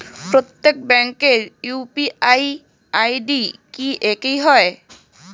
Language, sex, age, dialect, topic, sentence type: Bengali, female, 18-24, Rajbangshi, banking, question